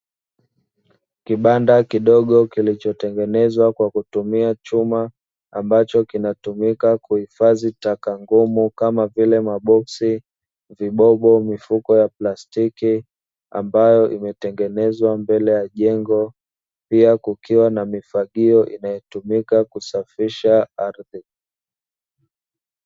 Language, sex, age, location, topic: Swahili, male, 25-35, Dar es Salaam, government